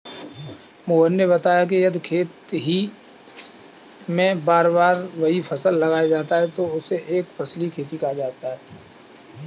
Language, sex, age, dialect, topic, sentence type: Hindi, male, 25-30, Kanauji Braj Bhasha, agriculture, statement